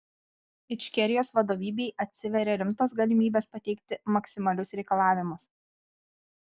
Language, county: Lithuanian, Kaunas